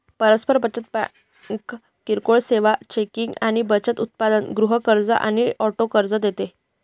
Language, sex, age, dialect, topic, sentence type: Marathi, female, 51-55, Northern Konkan, banking, statement